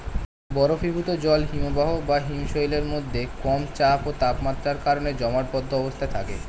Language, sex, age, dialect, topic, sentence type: Bengali, male, 18-24, Standard Colloquial, agriculture, statement